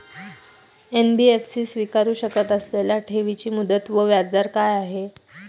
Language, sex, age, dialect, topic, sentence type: Marathi, female, 18-24, Standard Marathi, banking, question